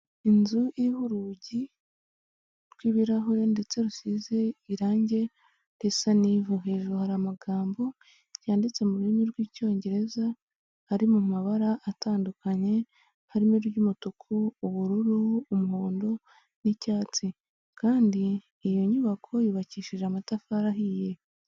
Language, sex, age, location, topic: Kinyarwanda, female, 25-35, Huye, health